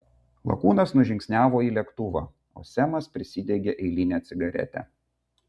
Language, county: Lithuanian, Vilnius